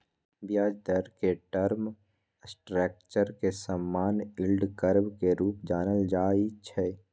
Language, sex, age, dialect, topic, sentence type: Magahi, female, 31-35, Western, banking, statement